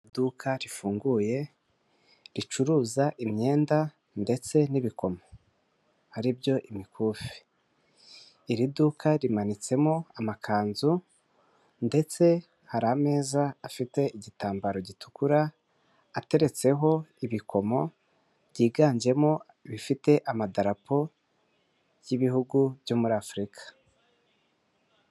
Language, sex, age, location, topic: Kinyarwanda, male, 25-35, Kigali, finance